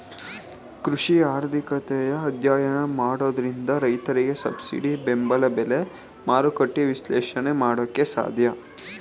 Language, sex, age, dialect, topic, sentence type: Kannada, male, 18-24, Mysore Kannada, banking, statement